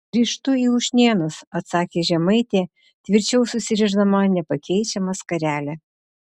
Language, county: Lithuanian, Utena